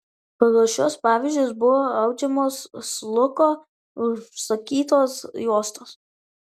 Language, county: Lithuanian, Vilnius